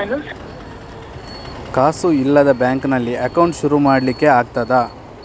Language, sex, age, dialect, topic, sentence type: Kannada, male, 18-24, Coastal/Dakshin, banking, question